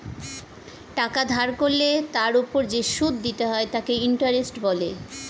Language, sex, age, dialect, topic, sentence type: Bengali, female, 41-45, Standard Colloquial, banking, statement